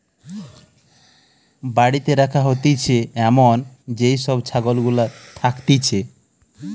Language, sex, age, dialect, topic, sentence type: Bengali, male, 31-35, Western, agriculture, statement